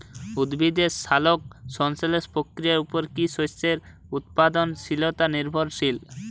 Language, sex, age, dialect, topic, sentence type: Bengali, male, 18-24, Jharkhandi, agriculture, question